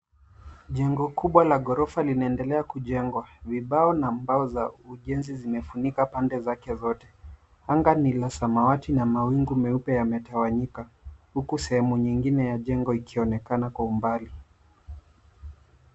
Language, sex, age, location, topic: Swahili, male, 25-35, Nairobi, finance